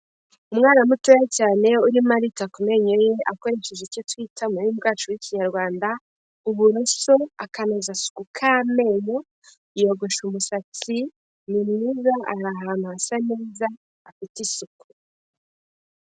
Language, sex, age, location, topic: Kinyarwanda, female, 18-24, Kigali, health